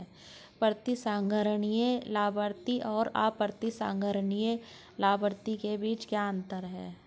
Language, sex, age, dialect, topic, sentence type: Hindi, male, 36-40, Hindustani Malvi Khadi Boli, banking, question